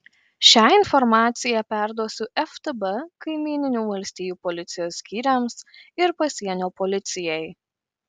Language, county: Lithuanian, Kaunas